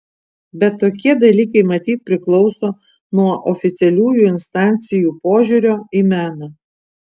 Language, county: Lithuanian, Vilnius